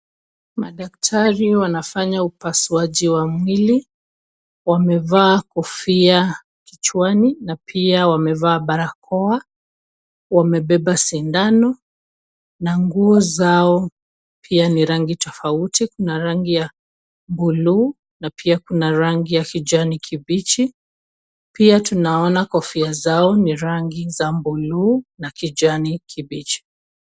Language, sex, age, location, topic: Swahili, female, 25-35, Kisumu, health